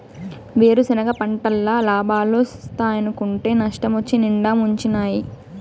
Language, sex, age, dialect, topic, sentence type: Telugu, female, 18-24, Southern, agriculture, statement